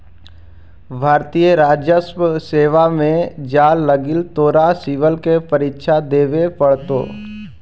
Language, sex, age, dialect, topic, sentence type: Magahi, male, 41-45, Central/Standard, agriculture, statement